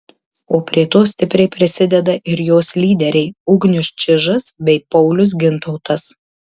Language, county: Lithuanian, Marijampolė